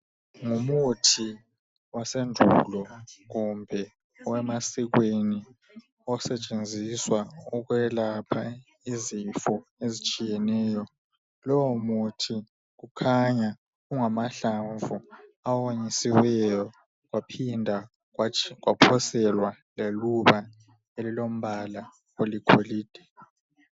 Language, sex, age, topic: North Ndebele, male, 25-35, health